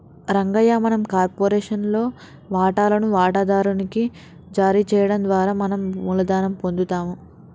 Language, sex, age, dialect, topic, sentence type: Telugu, female, 18-24, Telangana, banking, statement